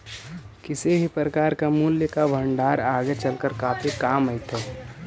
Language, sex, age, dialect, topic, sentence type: Magahi, male, 18-24, Central/Standard, banking, statement